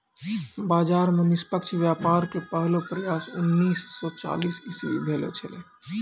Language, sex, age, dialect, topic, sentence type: Maithili, male, 18-24, Angika, banking, statement